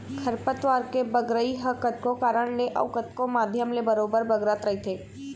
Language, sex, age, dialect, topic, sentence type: Chhattisgarhi, female, 18-24, Eastern, agriculture, statement